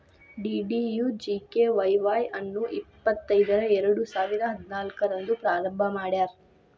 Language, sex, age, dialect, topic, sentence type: Kannada, female, 25-30, Dharwad Kannada, banking, statement